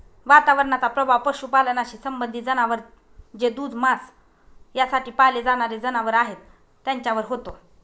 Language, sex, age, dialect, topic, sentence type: Marathi, female, 25-30, Northern Konkan, agriculture, statement